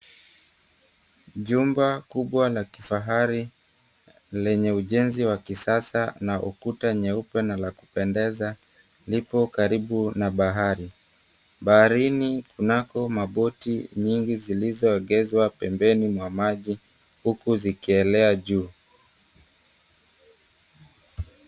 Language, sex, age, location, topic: Swahili, male, 18-24, Mombasa, government